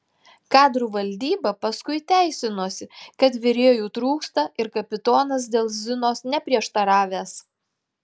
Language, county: Lithuanian, Telšiai